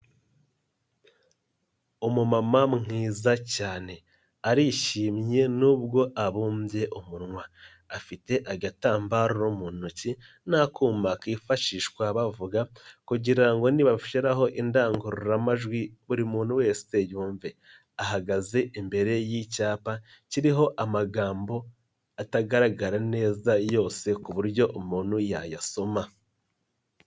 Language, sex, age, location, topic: Kinyarwanda, male, 25-35, Nyagatare, health